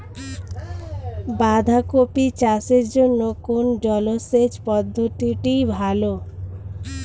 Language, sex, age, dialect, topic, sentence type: Bengali, female, 25-30, Standard Colloquial, agriculture, question